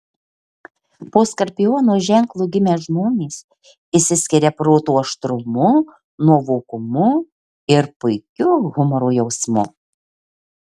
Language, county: Lithuanian, Marijampolė